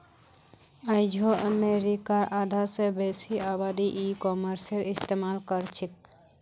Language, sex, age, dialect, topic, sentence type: Magahi, female, 46-50, Northeastern/Surjapuri, banking, statement